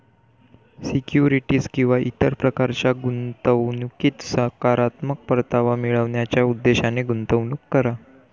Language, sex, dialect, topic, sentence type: Marathi, male, Varhadi, banking, statement